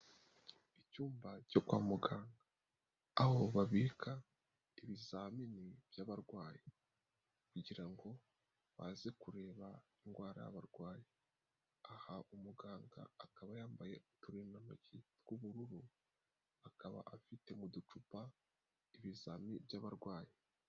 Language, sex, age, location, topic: Kinyarwanda, male, 18-24, Nyagatare, health